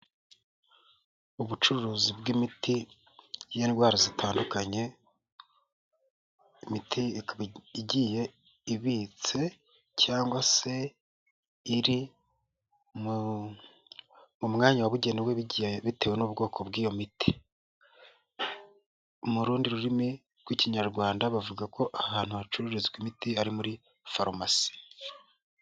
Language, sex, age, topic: Kinyarwanda, male, 18-24, health